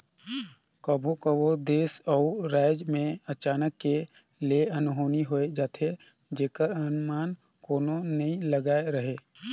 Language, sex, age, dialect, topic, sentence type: Chhattisgarhi, male, 25-30, Northern/Bhandar, banking, statement